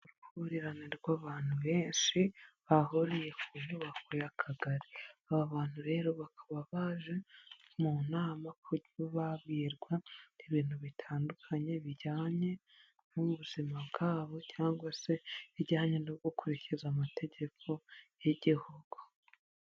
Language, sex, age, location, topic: Kinyarwanda, female, 25-35, Huye, health